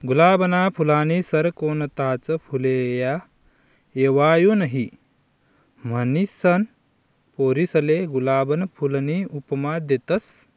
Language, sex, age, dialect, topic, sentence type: Marathi, male, 51-55, Northern Konkan, agriculture, statement